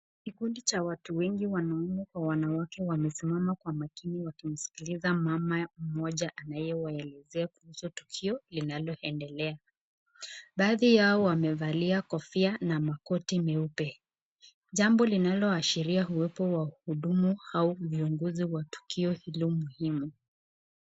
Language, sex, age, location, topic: Swahili, female, 25-35, Nakuru, agriculture